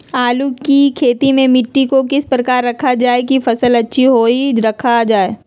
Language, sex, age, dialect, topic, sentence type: Magahi, female, 31-35, Southern, agriculture, question